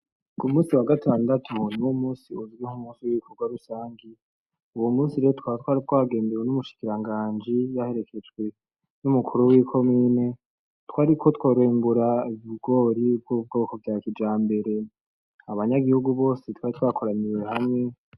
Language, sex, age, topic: Rundi, male, 18-24, agriculture